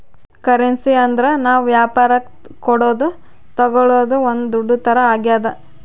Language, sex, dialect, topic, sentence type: Kannada, female, Central, banking, statement